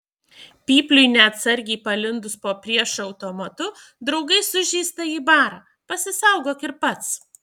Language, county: Lithuanian, Šiauliai